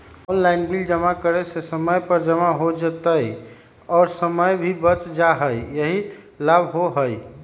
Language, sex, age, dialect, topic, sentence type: Magahi, male, 51-55, Western, banking, question